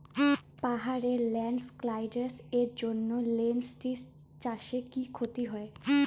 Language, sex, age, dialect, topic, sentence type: Bengali, female, 18-24, Rajbangshi, agriculture, question